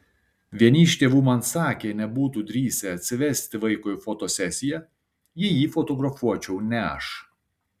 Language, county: Lithuanian, Šiauliai